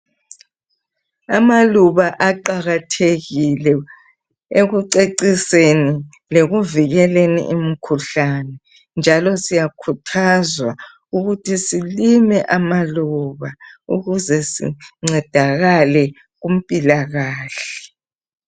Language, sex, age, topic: North Ndebele, female, 50+, health